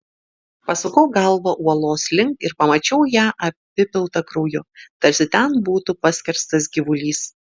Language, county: Lithuanian, Šiauliai